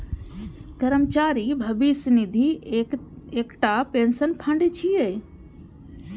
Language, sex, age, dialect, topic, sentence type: Maithili, female, 31-35, Eastern / Thethi, banking, statement